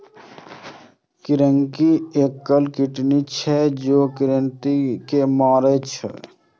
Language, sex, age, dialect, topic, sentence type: Maithili, male, 25-30, Eastern / Thethi, agriculture, statement